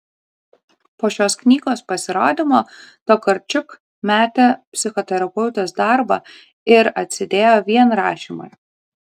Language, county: Lithuanian, Vilnius